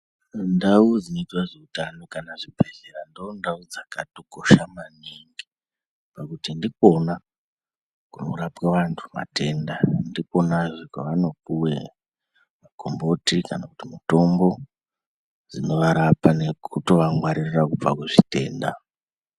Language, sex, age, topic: Ndau, male, 18-24, health